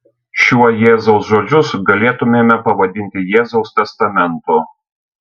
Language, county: Lithuanian, Šiauliai